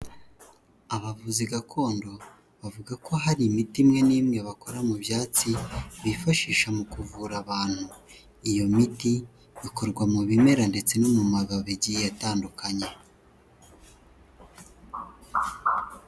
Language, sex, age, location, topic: Kinyarwanda, male, 18-24, Huye, health